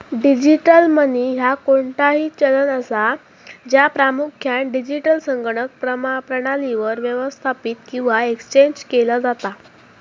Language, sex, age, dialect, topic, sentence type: Marathi, female, 18-24, Southern Konkan, banking, statement